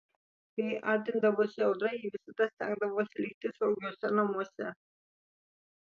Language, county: Lithuanian, Vilnius